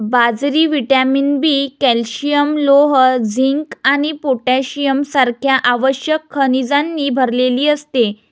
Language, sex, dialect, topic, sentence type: Marathi, female, Varhadi, agriculture, statement